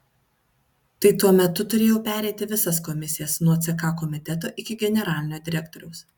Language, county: Lithuanian, Vilnius